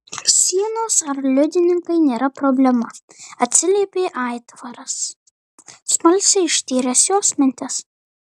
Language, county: Lithuanian, Marijampolė